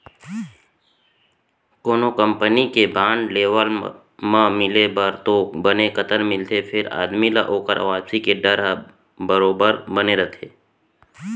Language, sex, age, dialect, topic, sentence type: Chhattisgarhi, male, 31-35, Central, banking, statement